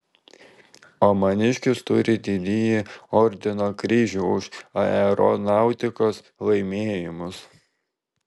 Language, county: Lithuanian, Vilnius